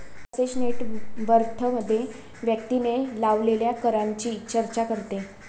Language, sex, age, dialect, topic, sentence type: Marathi, female, 18-24, Varhadi, banking, statement